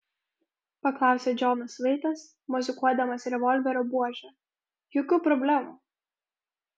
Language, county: Lithuanian, Kaunas